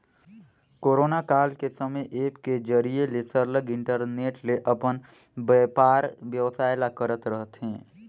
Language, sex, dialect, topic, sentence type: Chhattisgarhi, male, Northern/Bhandar, banking, statement